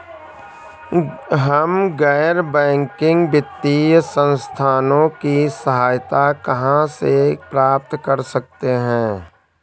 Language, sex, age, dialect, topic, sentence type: Hindi, male, 18-24, Awadhi Bundeli, banking, question